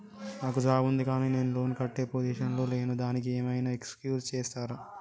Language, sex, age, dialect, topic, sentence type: Telugu, male, 18-24, Telangana, banking, question